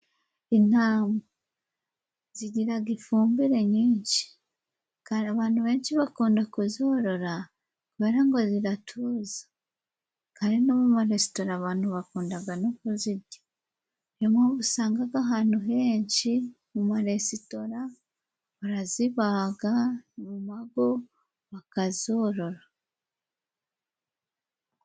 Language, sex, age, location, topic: Kinyarwanda, female, 25-35, Musanze, agriculture